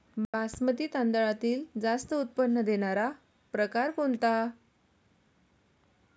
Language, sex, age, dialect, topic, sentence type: Marathi, female, 31-35, Standard Marathi, agriculture, question